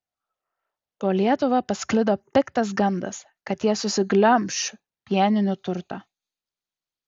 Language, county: Lithuanian, Utena